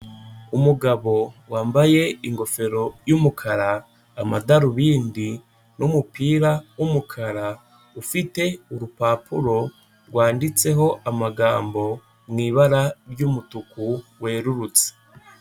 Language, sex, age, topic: Kinyarwanda, male, 18-24, health